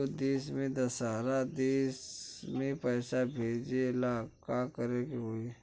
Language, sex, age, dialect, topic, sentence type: Bhojpuri, male, 25-30, Western, banking, question